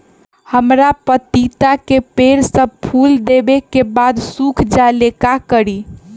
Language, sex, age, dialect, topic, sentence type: Magahi, female, 18-24, Western, agriculture, question